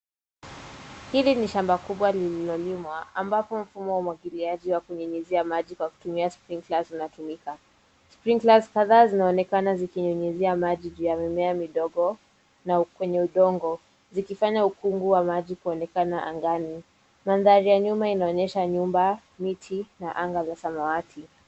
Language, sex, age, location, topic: Swahili, female, 18-24, Nairobi, agriculture